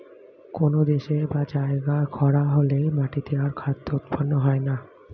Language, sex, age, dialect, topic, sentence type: Bengali, male, 25-30, Standard Colloquial, agriculture, statement